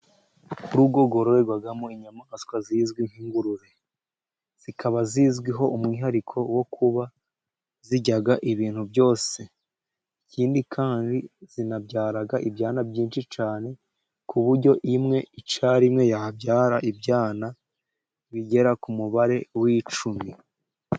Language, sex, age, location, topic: Kinyarwanda, female, 50+, Musanze, agriculture